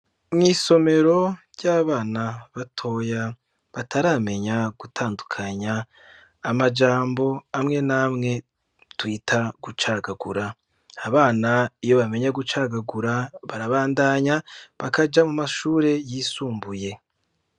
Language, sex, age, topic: Rundi, male, 25-35, education